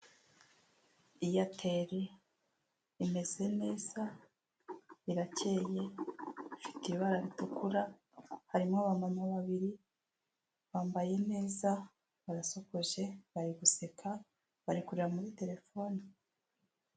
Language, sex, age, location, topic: Kinyarwanda, female, 36-49, Kigali, finance